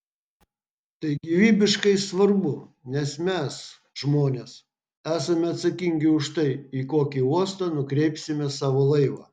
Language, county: Lithuanian, Vilnius